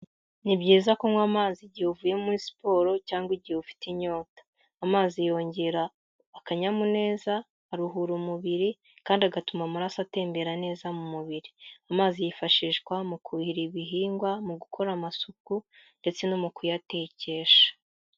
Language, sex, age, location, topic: Kinyarwanda, female, 25-35, Kigali, health